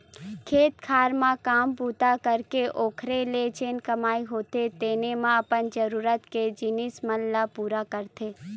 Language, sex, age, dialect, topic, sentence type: Chhattisgarhi, female, 18-24, Western/Budati/Khatahi, agriculture, statement